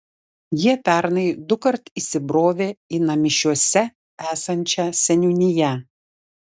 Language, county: Lithuanian, Šiauliai